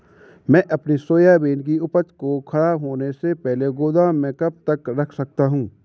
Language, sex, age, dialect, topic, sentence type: Hindi, male, 18-24, Awadhi Bundeli, agriculture, question